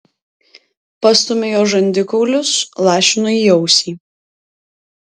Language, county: Lithuanian, Alytus